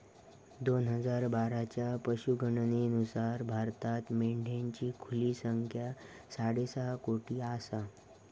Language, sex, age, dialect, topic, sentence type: Marathi, male, 18-24, Southern Konkan, agriculture, statement